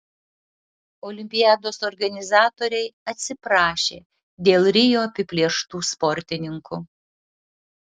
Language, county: Lithuanian, Utena